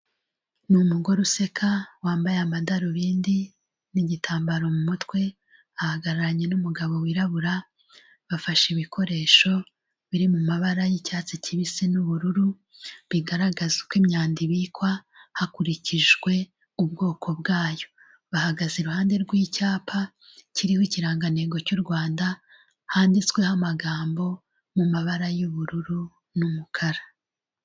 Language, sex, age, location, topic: Kinyarwanda, female, 36-49, Kigali, health